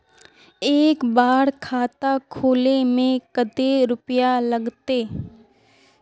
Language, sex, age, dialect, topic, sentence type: Magahi, female, 36-40, Northeastern/Surjapuri, banking, question